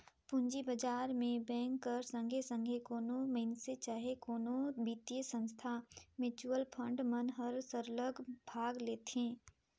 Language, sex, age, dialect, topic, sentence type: Chhattisgarhi, female, 18-24, Northern/Bhandar, banking, statement